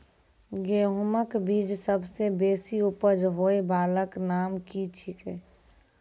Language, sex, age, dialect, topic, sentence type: Maithili, female, 18-24, Angika, agriculture, question